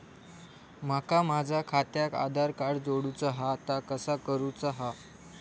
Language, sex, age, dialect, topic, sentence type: Marathi, male, 46-50, Southern Konkan, banking, question